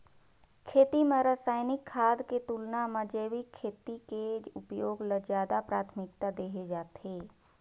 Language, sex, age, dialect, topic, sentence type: Chhattisgarhi, female, 31-35, Northern/Bhandar, agriculture, statement